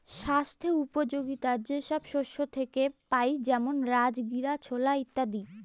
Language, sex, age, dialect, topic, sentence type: Bengali, female, <18, Northern/Varendri, agriculture, statement